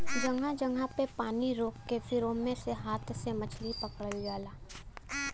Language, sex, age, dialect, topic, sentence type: Bhojpuri, female, 18-24, Western, agriculture, statement